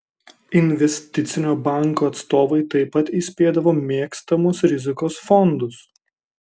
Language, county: Lithuanian, Kaunas